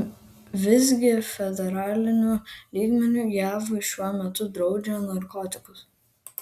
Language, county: Lithuanian, Kaunas